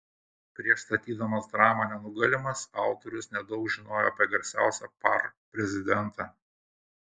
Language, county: Lithuanian, Kaunas